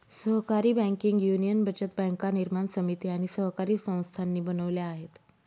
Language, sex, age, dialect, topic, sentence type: Marathi, female, 36-40, Northern Konkan, banking, statement